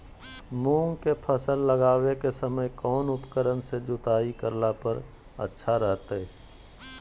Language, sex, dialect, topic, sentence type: Magahi, male, Southern, agriculture, question